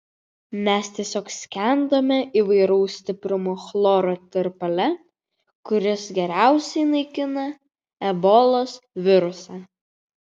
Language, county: Lithuanian, Vilnius